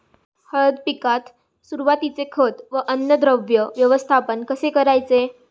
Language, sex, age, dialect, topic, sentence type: Marathi, female, 18-24, Standard Marathi, agriculture, question